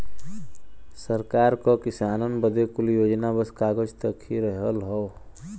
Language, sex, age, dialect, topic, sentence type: Bhojpuri, male, 25-30, Western, agriculture, statement